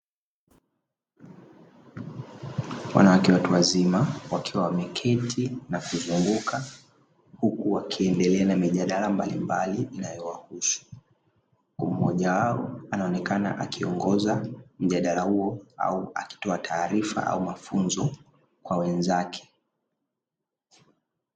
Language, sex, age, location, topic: Swahili, male, 25-35, Dar es Salaam, education